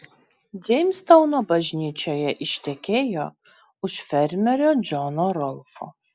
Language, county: Lithuanian, Vilnius